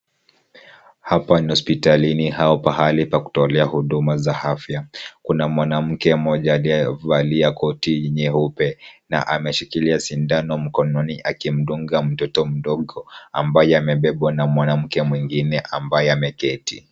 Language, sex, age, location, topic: Swahili, female, 25-35, Kisumu, health